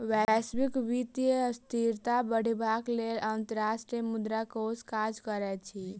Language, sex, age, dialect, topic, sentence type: Maithili, female, 18-24, Southern/Standard, banking, statement